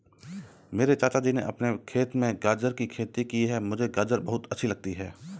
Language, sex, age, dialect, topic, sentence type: Hindi, male, 25-30, Marwari Dhudhari, agriculture, statement